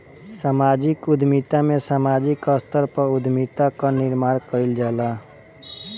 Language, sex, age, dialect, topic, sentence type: Bhojpuri, male, 18-24, Northern, banking, statement